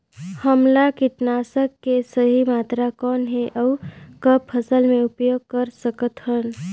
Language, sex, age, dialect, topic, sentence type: Chhattisgarhi, female, 25-30, Northern/Bhandar, agriculture, question